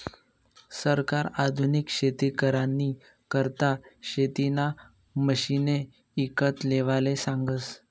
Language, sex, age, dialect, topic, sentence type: Marathi, male, 18-24, Northern Konkan, agriculture, statement